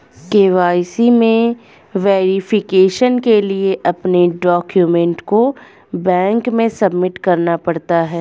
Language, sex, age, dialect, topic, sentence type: Hindi, female, 25-30, Hindustani Malvi Khadi Boli, banking, statement